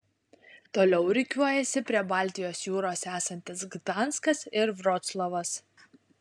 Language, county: Lithuanian, Šiauliai